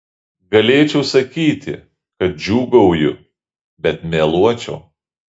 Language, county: Lithuanian, Šiauliai